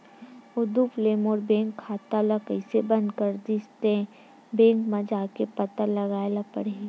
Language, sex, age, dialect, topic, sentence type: Chhattisgarhi, female, 60-100, Western/Budati/Khatahi, banking, statement